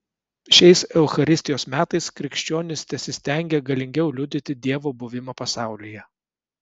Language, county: Lithuanian, Kaunas